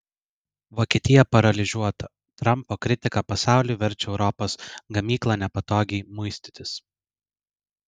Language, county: Lithuanian, Vilnius